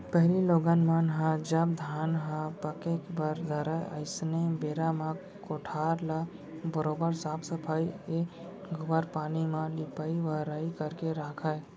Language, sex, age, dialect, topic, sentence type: Chhattisgarhi, male, 18-24, Central, agriculture, statement